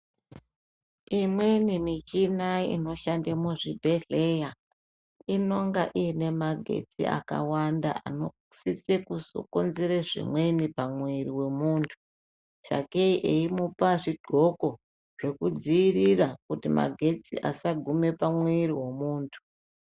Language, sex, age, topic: Ndau, female, 36-49, health